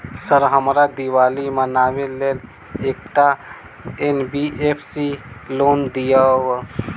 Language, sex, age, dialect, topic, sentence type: Maithili, male, 18-24, Southern/Standard, banking, question